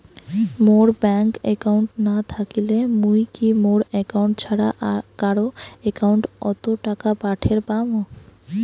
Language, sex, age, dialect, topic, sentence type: Bengali, female, 18-24, Rajbangshi, banking, question